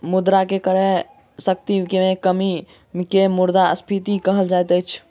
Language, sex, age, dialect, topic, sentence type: Maithili, male, 51-55, Southern/Standard, banking, statement